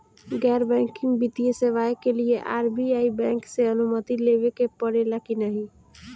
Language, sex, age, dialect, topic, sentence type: Bhojpuri, female, 18-24, Northern, banking, question